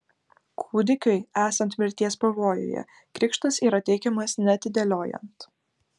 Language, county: Lithuanian, Klaipėda